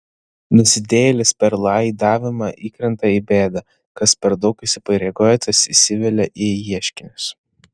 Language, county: Lithuanian, Vilnius